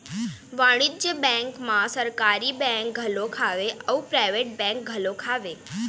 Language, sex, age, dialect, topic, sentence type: Chhattisgarhi, female, 41-45, Eastern, banking, statement